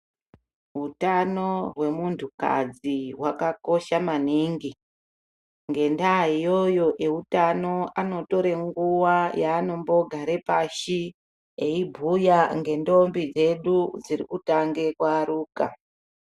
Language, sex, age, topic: Ndau, male, 50+, health